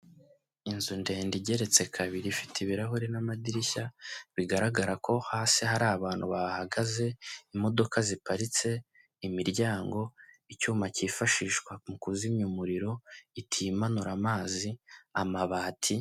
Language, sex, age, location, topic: Kinyarwanda, male, 18-24, Kigali, health